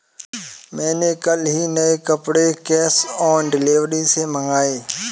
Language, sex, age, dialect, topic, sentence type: Hindi, male, 18-24, Kanauji Braj Bhasha, banking, statement